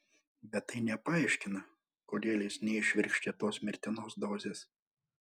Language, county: Lithuanian, Panevėžys